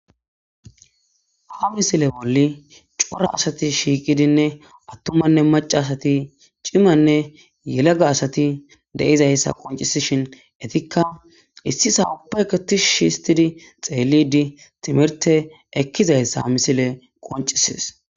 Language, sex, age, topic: Gamo, female, 18-24, agriculture